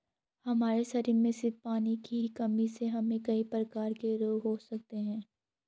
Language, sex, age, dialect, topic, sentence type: Hindi, female, 18-24, Garhwali, agriculture, statement